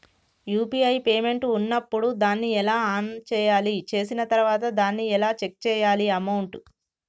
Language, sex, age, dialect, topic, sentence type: Telugu, female, 31-35, Telangana, banking, question